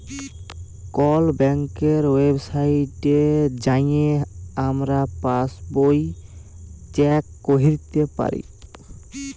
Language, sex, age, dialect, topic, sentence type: Bengali, male, 18-24, Jharkhandi, banking, statement